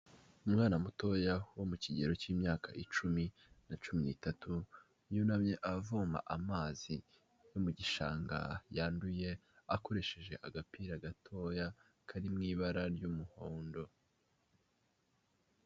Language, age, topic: Kinyarwanda, 18-24, health